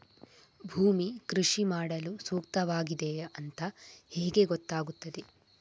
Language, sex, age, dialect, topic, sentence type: Kannada, female, 41-45, Coastal/Dakshin, agriculture, question